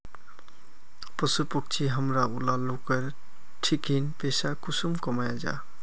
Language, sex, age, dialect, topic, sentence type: Magahi, male, 25-30, Northeastern/Surjapuri, agriculture, question